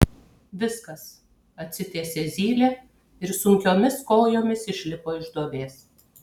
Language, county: Lithuanian, Kaunas